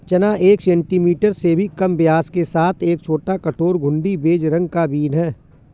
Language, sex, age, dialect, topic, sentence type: Hindi, male, 41-45, Awadhi Bundeli, agriculture, statement